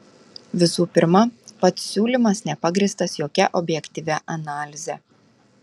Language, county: Lithuanian, Telšiai